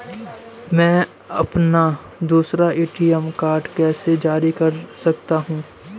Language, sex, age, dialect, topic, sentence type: Hindi, male, 18-24, Awadhi Bundeli, banking, question